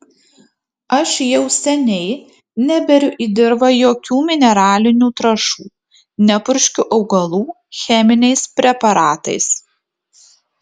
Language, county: Lithuanian, Kaunas